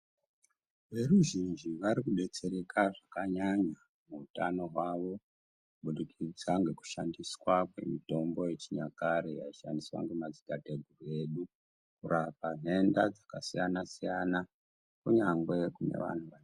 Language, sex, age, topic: Ndau, male, 50+, health